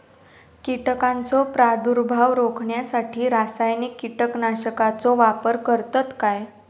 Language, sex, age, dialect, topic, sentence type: Marathi, female, 18-24, Southern Konkan, agriculture, question